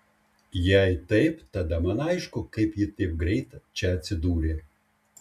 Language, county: Lithuanian, Šiauliai